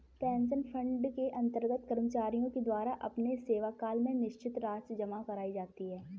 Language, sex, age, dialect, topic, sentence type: Hindi, female, 18-24, Kanauji Braj Bhasha, banking, statement